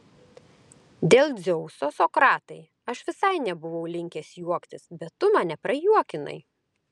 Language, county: Lithuanian, Klaipėda